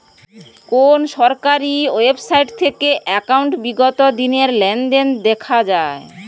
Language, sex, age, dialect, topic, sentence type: Bengali, female, 18-24, Rajbangshi, banking, question